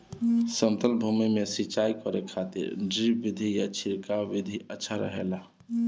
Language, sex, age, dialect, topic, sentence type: Bhojpuri, male, 36-40, Northern, agriculture, question